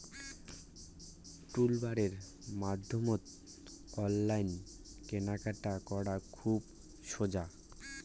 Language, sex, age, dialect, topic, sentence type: Bengali, male, 18-24, Rajbangshi, agriculture, statement